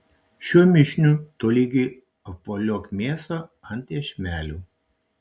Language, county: Lithuanian, Šiauliai